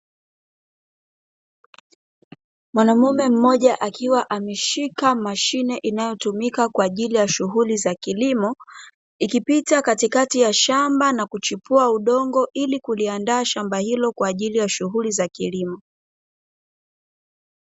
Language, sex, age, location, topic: Swahili, female, 25-35, Dar es Salaam, agriculture